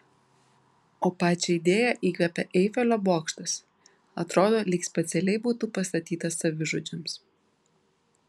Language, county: Lithuanian, Vilnius